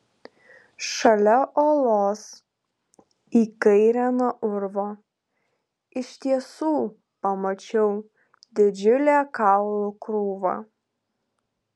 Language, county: Lithuanian, Klaipėda